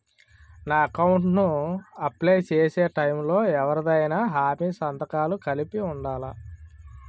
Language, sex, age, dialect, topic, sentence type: Telugu, male, 36-40, Utterandhra, banking, question